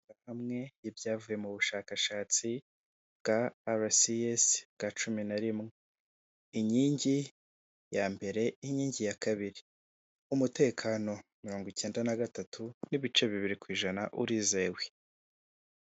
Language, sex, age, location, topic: Kinyarwanda, male, 25-35, Kigali, government